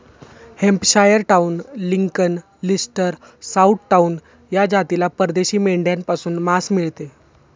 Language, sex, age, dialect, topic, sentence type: Marathi, male, 18-24, Standard Marathi, agriculture, statement